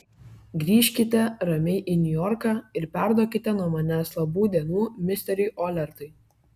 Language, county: Lithuanian, Kaunas